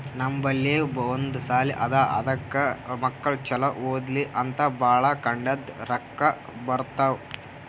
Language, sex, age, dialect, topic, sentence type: Kannada, male, 18-24, Northeastern, banking, statement